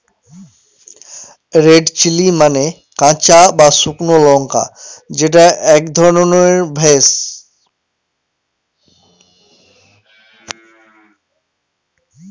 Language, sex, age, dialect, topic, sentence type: Bengali, male, 25-30, Northern/Varendri, agriculture, statement